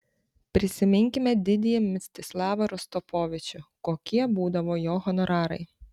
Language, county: Lithuanian, Panevėžys